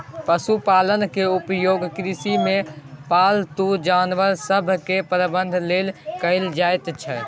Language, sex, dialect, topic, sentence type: Maithili, male, Bajjika, agriculture, statement